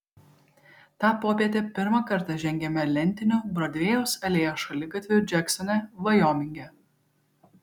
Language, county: Lithuanian, Kaunas